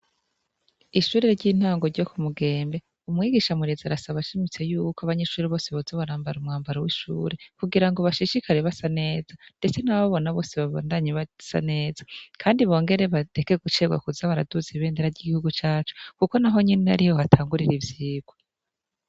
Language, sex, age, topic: Rundi, female, 25-35, education